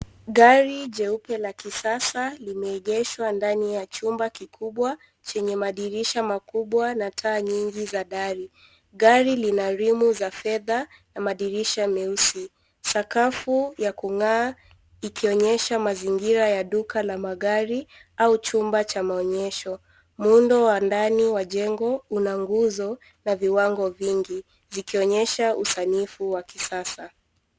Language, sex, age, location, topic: Swahili, female, 18-24, Nairobi, finance